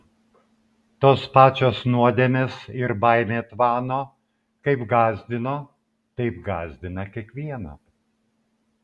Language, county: Lithuanian, Vilnius